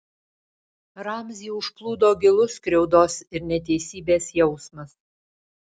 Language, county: Lithuanian, Alytus